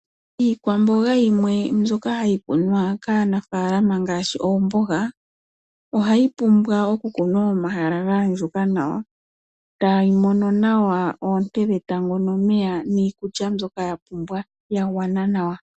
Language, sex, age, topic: Oshiwambo, female, 18-24, agriculture